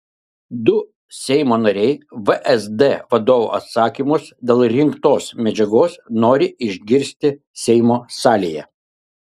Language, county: Lithuanian, Kaunas